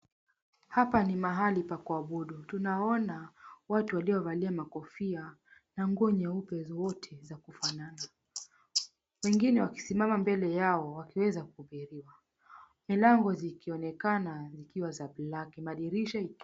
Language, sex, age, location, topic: Swahili, female, 25-35, Mombasa, government